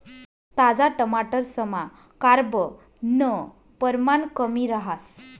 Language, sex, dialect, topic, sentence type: Marathi, female, Northern Konkan, agriculture, statement